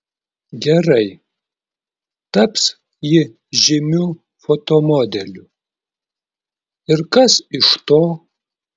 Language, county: Lithuanian, Klaipėda